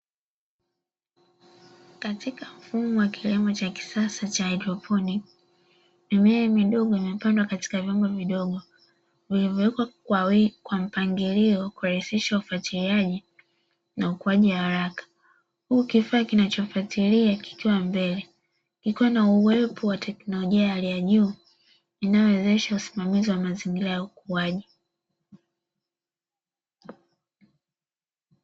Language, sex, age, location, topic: Swahili, female, 25-35, Dar es Salaam, agriculture